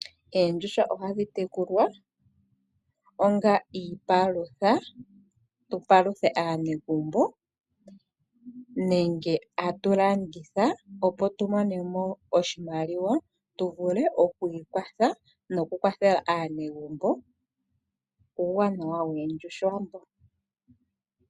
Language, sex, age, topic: Oshiwambo, female, 25-35, agriculture